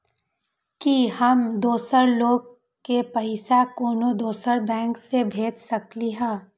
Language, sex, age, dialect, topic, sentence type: Magahi, female, 18-24, Western, banking, statement